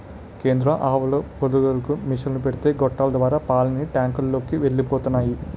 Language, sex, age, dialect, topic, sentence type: Telugu, male, 18-24, Utterandhra, agriculture, statement